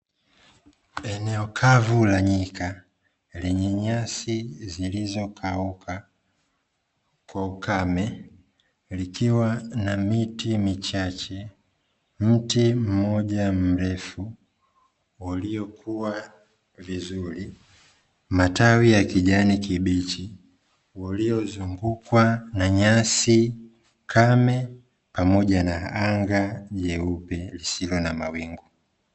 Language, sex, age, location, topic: Swahili, male, 25-35, Dar es Salaam, agriculture